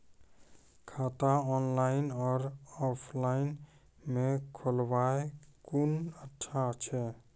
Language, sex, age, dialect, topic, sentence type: Maithili, male, 18-24, Angika, banking, question